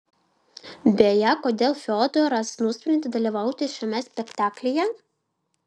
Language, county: Lithuanian, Vilnius